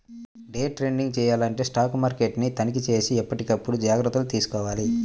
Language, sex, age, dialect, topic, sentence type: Telugu, male, 25-30, Central/Coastal, banking, statement